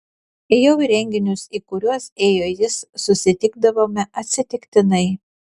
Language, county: Lithuanian, Vilnius